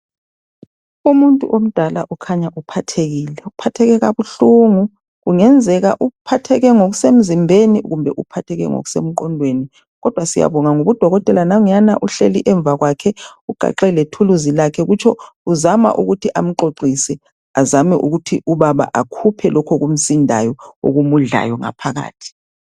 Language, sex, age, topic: North Ndebele, female, 25-35, health